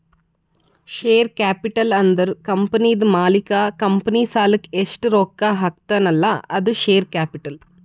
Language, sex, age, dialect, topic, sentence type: Kannada, female, 25-30, Northeastern, banking, statement